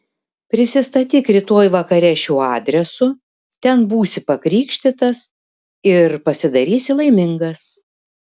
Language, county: Lithuanian, Šiauliai